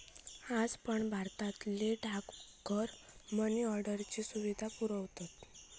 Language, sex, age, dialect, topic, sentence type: Marathi, female, 18-24, Southern Konkan, banking, statement